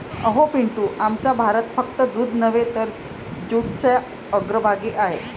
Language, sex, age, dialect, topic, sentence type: Marathi, female, 56-60, Varhadi, agriculture, statement